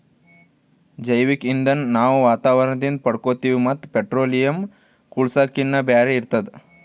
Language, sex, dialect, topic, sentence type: Kannada, male, Northeastern, agriculture, statement